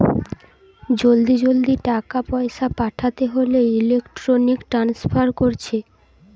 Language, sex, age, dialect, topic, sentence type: Bengali, female, 18-24, Western, banking, statement